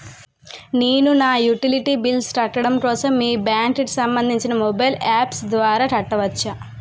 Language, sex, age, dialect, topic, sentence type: Telugu, female, 18-24, Utterandhra, banking, question